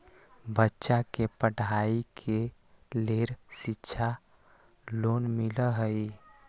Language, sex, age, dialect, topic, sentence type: Magahi, male, 25-30, Western, banking, question